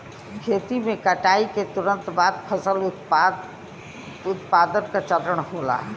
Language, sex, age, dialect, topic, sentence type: Bhojpuri, female, 25-30, Western, agriculture, statement